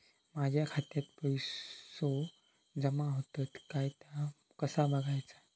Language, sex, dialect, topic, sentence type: Marathi, male, Southern Konkan, banking, question